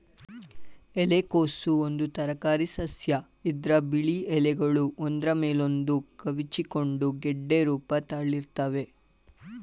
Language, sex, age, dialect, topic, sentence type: Kannada, male, 18-24, Mysore Kannada, agriculture, statement